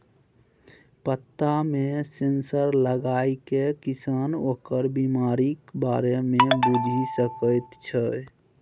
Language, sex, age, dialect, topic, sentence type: Maithili, male, 60-100, Bajjika, agriculture, statement